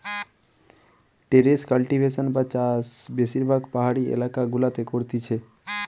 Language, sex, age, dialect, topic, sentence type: Bengali, male, 18-24, Western, agriculture, statement